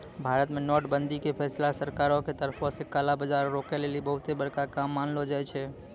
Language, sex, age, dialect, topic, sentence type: Maithili, male, 18-24, Angika, banking, statement